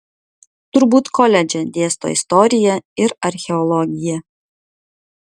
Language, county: Lithuanian, Kaunas